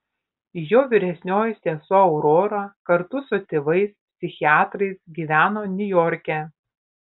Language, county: Lithuanian, Panevėžys